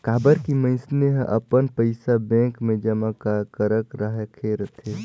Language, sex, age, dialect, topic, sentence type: Chhattisgarhi, male, 18-24, Northern/Bhandar, banking, statement